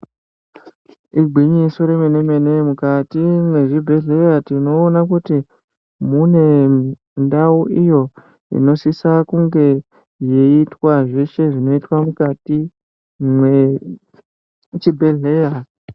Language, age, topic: Ndau, 18-24, health